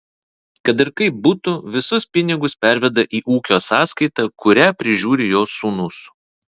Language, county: Lithuanian, Vilnius